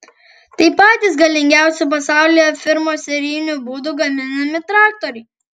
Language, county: Lithuanian, Kaunas